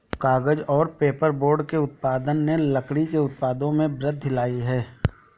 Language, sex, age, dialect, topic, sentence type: Hindi, male, 18-24, Awadhi Bundeli, agriculture, statement